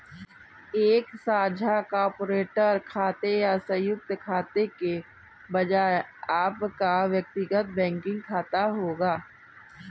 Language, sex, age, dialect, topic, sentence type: Hindi, female, 51-55, Kanauji Braj Bhasha, banking, statement